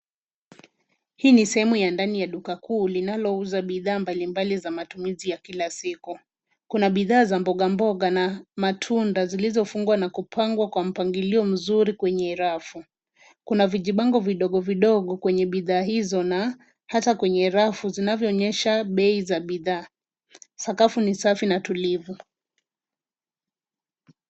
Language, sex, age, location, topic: Swahili, female, 25-35, Nairobi, finance